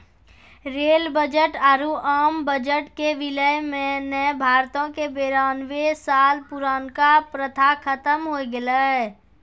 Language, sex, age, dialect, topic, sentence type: Maithili, female, 46-50, Angika, banking, statement